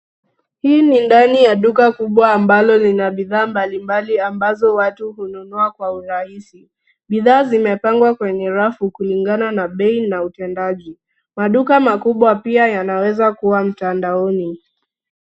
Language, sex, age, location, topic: Swahili, female, 36-49, Nairobi, finance